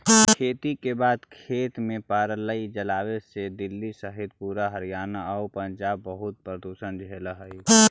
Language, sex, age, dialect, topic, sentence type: Magahi, male, 41-45, Central/Standard, agriculture, statement